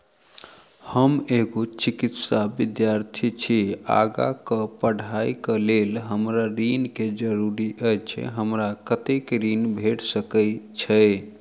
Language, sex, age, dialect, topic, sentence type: Maithili, male, 36-40, Southern/Standard, banking, question